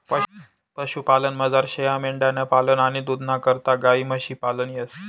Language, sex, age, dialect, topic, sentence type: Marathi, male, 25-30, Northern Konkan, agriculture, statement